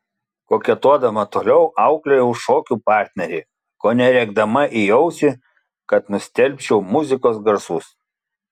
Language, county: Lithuanian, Klaipėda